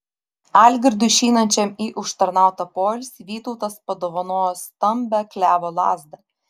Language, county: Lithuanian, Vilnius